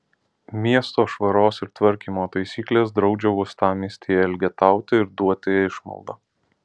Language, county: Lithuanian, Alytus